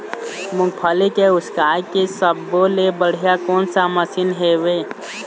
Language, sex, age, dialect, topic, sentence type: Chhattisgarhi, male, 18-24, Eastern, agriculture, question